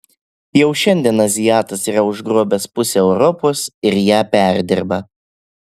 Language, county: Lithuanian, Klaipėda